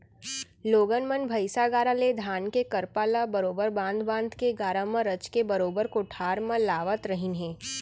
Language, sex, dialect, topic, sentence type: Chhattisgarhi, female, Central, agriculture, statement